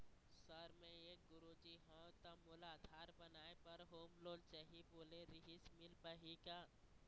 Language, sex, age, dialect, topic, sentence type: Chhattisgarhi, male, 18-24, Eastern, banking, question